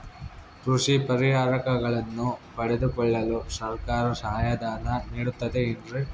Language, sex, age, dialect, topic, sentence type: Kannada, male, 41-45, Central, agriculture, question